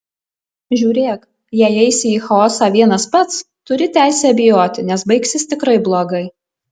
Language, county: Lithuanian, Alytus